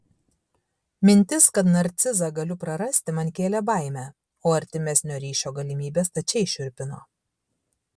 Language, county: Lithuanian, Šiauliai